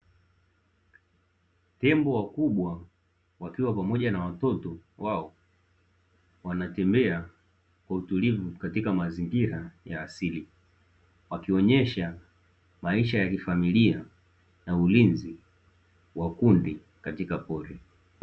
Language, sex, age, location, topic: Swahili, male, 18-24, Dar es Salaam, agriculture